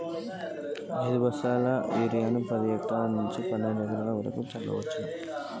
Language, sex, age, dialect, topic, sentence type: Telugu, male, 25-30, Telangana, agriculture, question